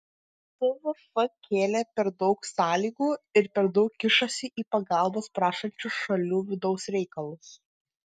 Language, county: Lithuanian, Klaipėda